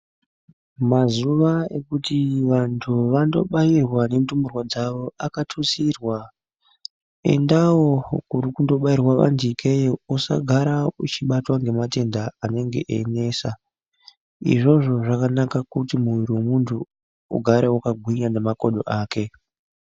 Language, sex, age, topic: Ndau, male, 18-24, health